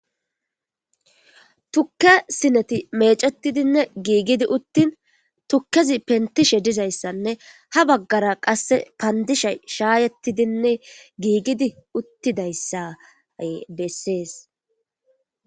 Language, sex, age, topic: Gamo, male, 18-24, government